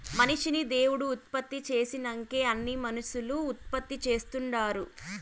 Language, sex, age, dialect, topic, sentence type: Telugu, female, 18-24, Southern, agriculture, statement